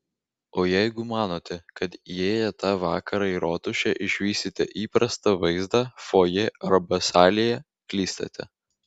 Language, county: Lithuanian, Vilnius